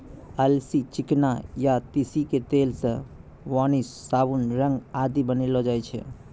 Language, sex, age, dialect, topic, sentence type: Maithili, male, 25-30, Angika, agriculture, statement